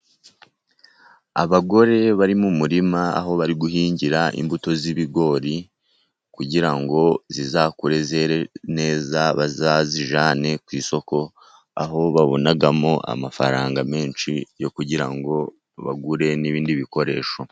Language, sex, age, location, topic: Kinyarwanda, male, 50+, Musanze, agriculture